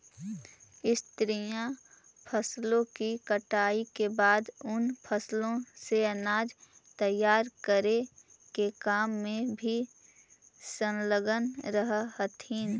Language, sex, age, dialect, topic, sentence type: Magahi, female, 18-24, Central/Standard, agriculture, statement